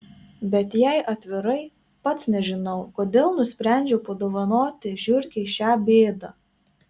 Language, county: Lithuanian, Marijampolė